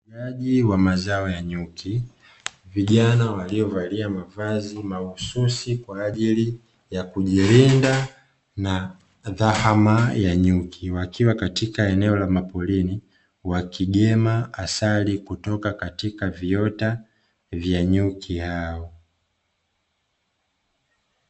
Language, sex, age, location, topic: Swahili, male, 25-35, Dar es Salaam, agriculture